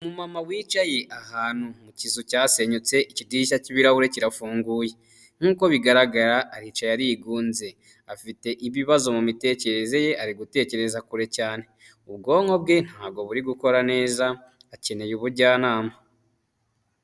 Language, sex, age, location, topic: Kinyarwanda, male, 18-24, Huye, health